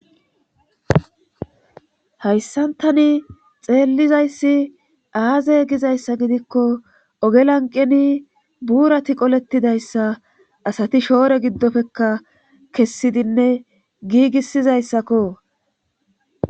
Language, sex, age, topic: Gamo, female, 25-35, government